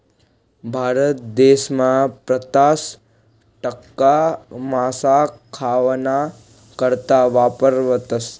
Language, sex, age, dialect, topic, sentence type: Marathi, male, 25-30, Northern Konkan, agriculture, statement